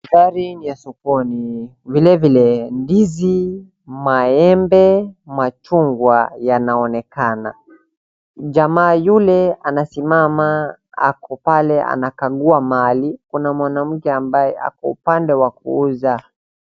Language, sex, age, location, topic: Swahili, male, 18-24, Wajir, finance